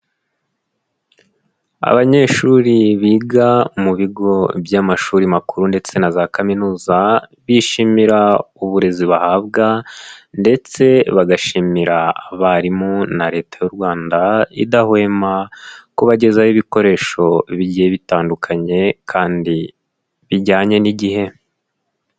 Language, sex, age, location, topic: Kinyarwanda, male, 18-24, Nyagatare, education